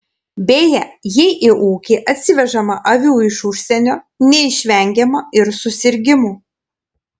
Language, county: Lithuanian, Panevėžys